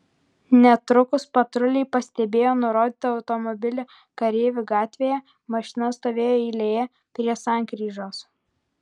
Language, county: Lithuanian, Vilnius